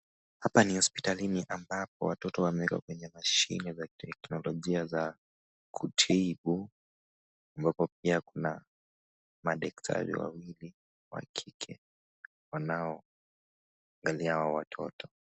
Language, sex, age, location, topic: Swahili, male, 18-24, Nakuru, health